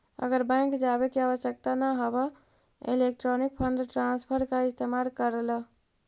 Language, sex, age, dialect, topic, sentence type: Magahi, female, 18-24, Central/Standard, banking, statement